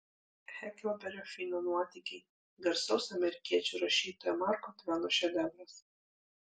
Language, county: Lithuanian, Panevėžys